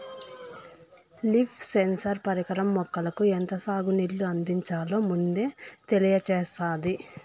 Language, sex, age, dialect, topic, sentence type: Telugu, female, 25-30, Southern, agriculture, statement